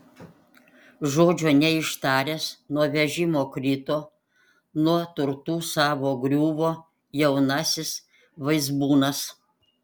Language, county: Lithuanian, Panevėžys